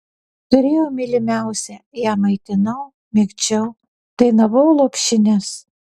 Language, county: Lithuanian, Vilnius